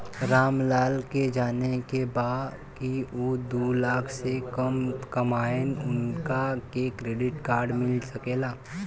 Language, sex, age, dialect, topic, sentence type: Bhojpuri, male, 18-24, Western, banking, question